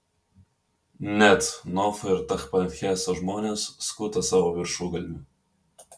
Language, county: Lithuanian, Vilnius